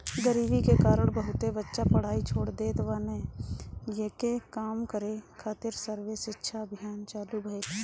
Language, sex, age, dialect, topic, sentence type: Bhojpuri, female, 60-100, Northern, agriculture, statement